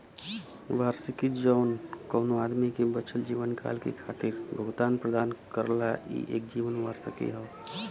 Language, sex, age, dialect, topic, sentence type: Bhojpuri, male, 25-30, Western, banking, statement